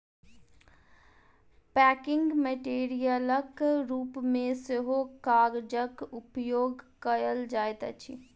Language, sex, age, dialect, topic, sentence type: Maithili, female, 18-24, Southern/Standard, agriculture, statement